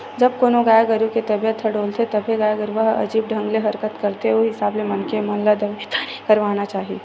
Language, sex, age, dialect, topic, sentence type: Chhattisgarhi, female, 18-24, Western/Budati/Khatahi, agriculture, statement